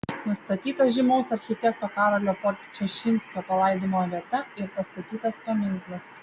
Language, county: Lithuanian, Vilnius